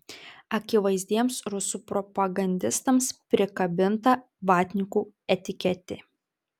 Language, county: Lithuanian, Tauragė